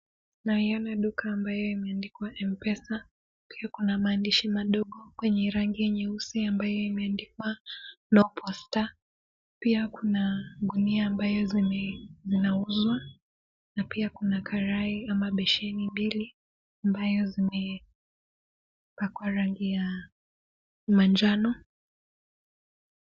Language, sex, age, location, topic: Swahili, male, 18-24, Nakuru, finance